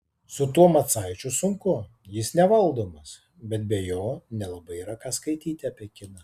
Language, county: Lithuanian, Tauragė